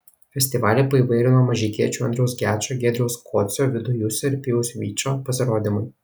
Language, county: Lithuanian, Kaunas